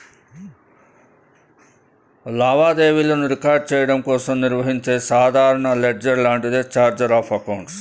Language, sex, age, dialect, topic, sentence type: Telugu, male, 56-60, Central/Coastal, banking, statement